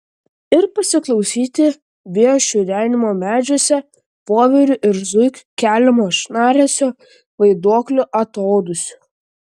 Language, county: Lithuanian, Klaipėda